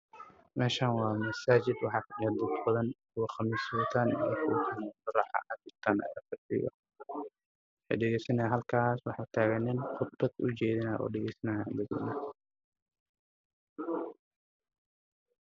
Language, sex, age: Somali, male, 18-24